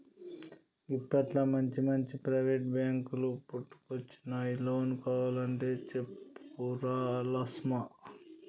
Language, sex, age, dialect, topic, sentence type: Telugu, male, 36-40, Telangana, banking, statement